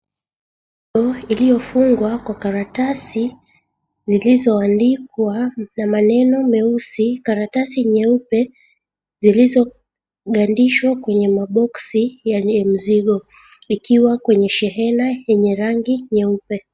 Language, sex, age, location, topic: Swahili, female, 25-35, Mombasa, government